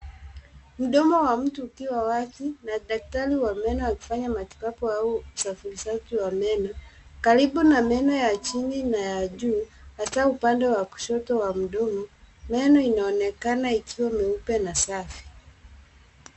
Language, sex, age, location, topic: Swahili, female, 25-35, Nairobi, health